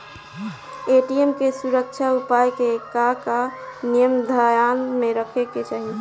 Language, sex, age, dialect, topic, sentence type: Bhojpuri, female, 18-24, Southern / Standard, banking, question